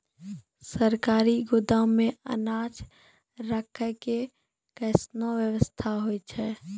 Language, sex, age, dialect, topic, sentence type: Maithili, female, 51-55, Angika, agriculture, question